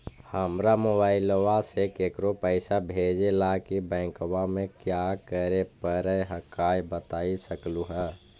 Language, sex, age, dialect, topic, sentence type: Magahi, male, 51-55, Central/Standard, banking, question